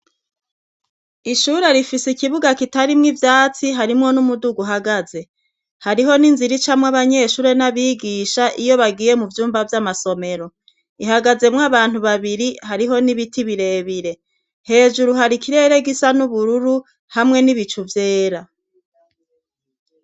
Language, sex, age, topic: Rundi, female, 36-49, education